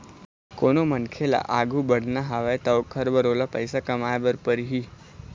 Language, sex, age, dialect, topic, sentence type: Chhattisgarhi, male, 18-24, Eastern, banking, statement